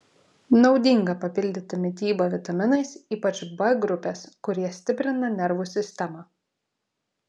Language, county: Lithuanian, Vilnius